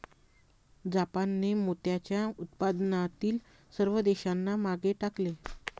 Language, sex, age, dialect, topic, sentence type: Marathi, female, 41-45, Varhadi, agriculture, statement